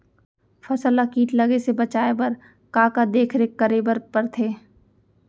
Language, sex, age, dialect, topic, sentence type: Chhattisgarhi, female, 25-30, Central, agriculture, question